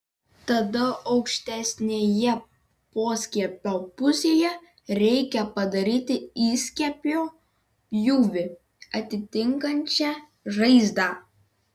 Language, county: Lithuanian, Vilnius